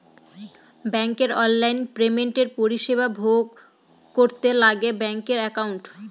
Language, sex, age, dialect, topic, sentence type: Bengali, female, 18-24, Northern/Varendri, banking, statement